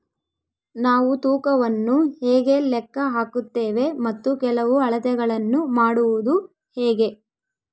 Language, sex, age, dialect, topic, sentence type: Kannada, female, 18-24, Central, agriculture, question